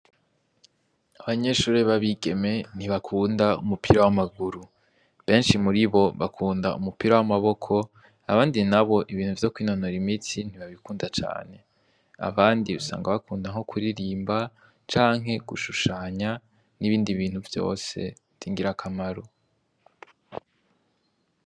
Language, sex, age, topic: Rundi, male, 18-24, education